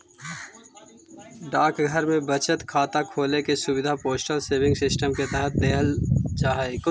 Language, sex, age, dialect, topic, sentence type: Magahi, male, 25-30, Central/Standard, banking, statement